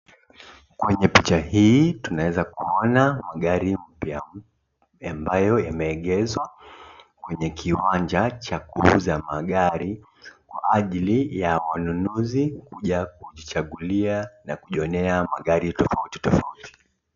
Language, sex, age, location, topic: Swahili, male, 36-49, Mombasa, finance